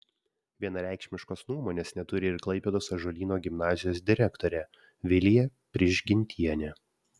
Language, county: Lithuanian, Vilnius